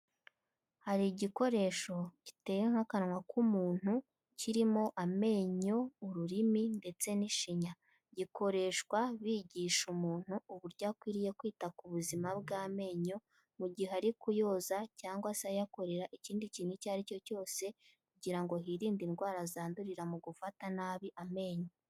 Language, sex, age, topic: Kinyarwanda, female, 18-24, health